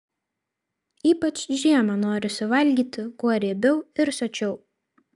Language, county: Lithuanian, Vilnius